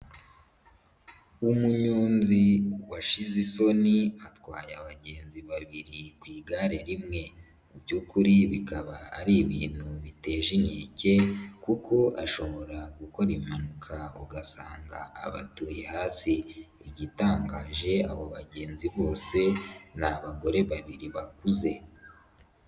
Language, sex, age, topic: Kinyarwanda, female, 18-24, finance